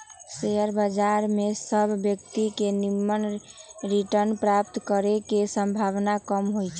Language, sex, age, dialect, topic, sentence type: Magahi, female, 18-24, Western, banking, statement